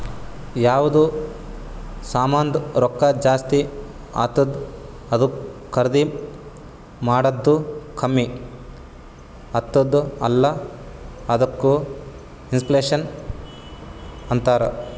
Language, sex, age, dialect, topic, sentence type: Kannada, male, 18-24, Northeastern, banking, statement